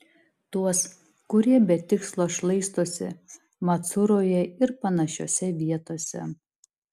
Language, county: Lithuanian, Šiauliai